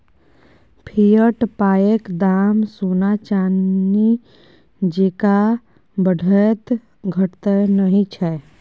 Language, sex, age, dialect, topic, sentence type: Maithili, female, 18-24, Bajjika, banking, statement